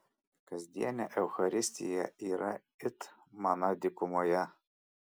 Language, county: Lithuanian, Šiauliai